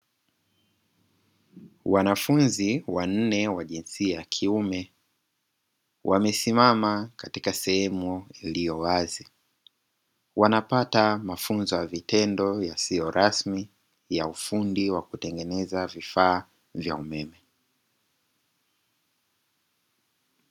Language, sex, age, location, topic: Swahili, female, 25-35, Dar es Salaam, education